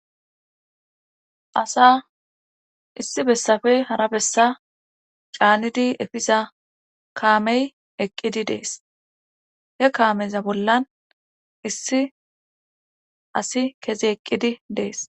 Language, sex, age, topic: Gamo, female, 25-35, government